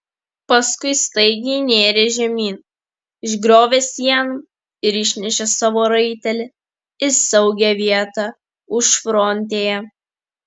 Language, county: Lithuanian, Kaunas